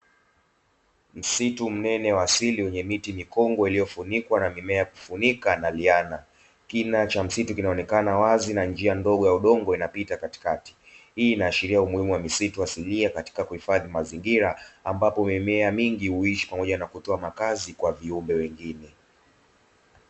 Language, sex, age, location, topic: Swahili, male, 25-35, Dar es Salaam, agriculture